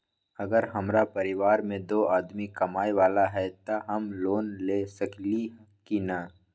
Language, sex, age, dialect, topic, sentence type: Magahi, male, 18-24, Western, banking, question